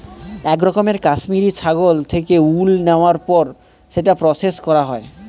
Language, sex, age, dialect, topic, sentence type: Bengali, male, 18-24, Northern/Varendri, agriculture, statement